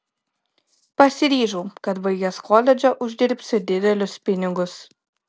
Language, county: Lithuanian, Kaunas